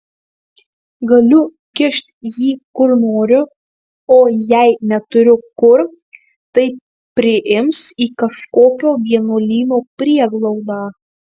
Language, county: Lithuanian, Marijampolė